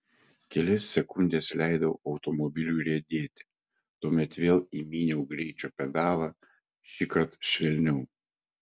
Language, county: Lithuanian, Vilnius